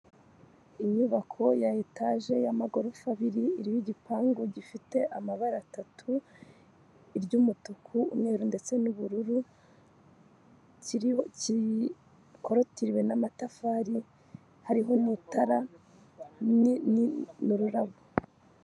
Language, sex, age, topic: Kinyarwanda, female, 18-24, finance